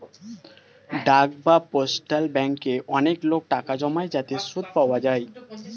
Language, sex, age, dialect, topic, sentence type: Bengali, male, 18-24, Standard Colloquial, banking, statement